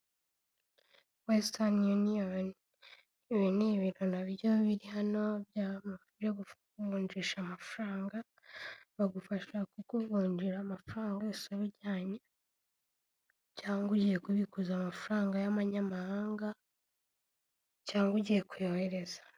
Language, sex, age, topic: Kinyarwanda, female, 18-24, finance